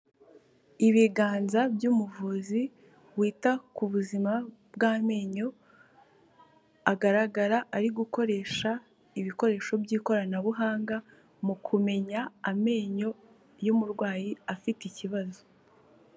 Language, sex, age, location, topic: Kinyarwanda, female, 18-24, Kigali, health